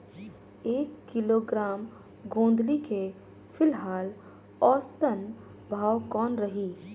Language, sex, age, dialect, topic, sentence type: Chhattisgarhi, female, 31-35, Northern/Bhandar, agriculture, question